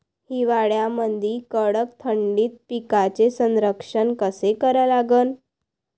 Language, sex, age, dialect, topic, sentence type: Marathi, female, 18-24, Varhadi, agriculture, question